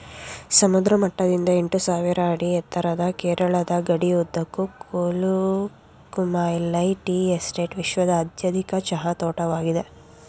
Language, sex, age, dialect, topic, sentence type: Kannada, female, 51-55, Mysore Kannada, agriculture, statement